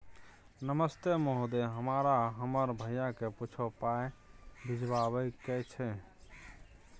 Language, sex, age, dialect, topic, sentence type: Maithili, male, 36-40, Bajjika, banking, question